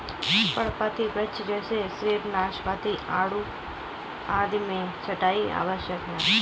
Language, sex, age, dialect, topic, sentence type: Hindi, female, 25-30, Kanauji Braj Bhasha, agriculture, statement